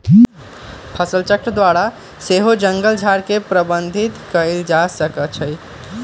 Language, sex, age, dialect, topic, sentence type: Magahi, male, 18-24, Western, agriculture, statement